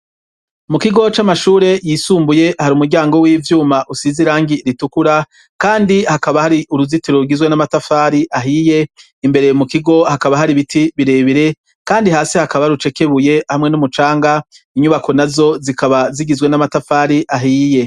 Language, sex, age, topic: Rundi, female, 25-35, education